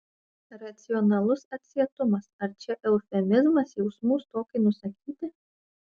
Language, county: Lithuanian, Panevėžys